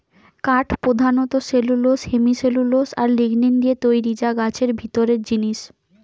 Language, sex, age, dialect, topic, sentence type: Bengali, female, 25-30, Western, agriculture, statement